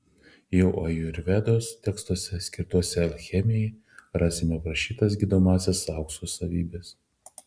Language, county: Lithuanian, Šiauliai